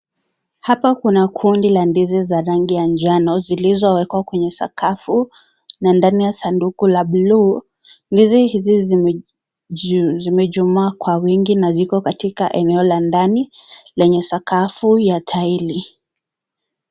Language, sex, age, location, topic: Swahili, female, 18-24, Kisii, agriculture